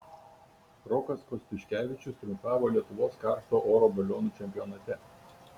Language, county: Lithuanian, Kaunas